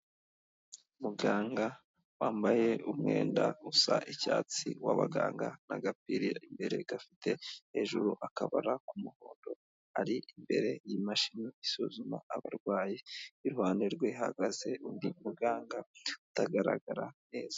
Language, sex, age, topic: Kinyarwanda, male, 25-35, health